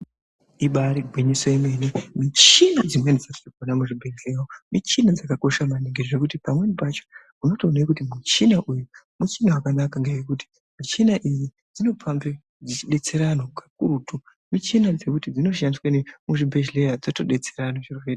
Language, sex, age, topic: Ndau, female, 18-24, health